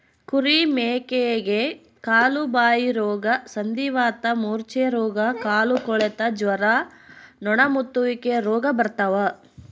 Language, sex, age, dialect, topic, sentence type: Kannada, female, 60-100, Central, agriculture, statement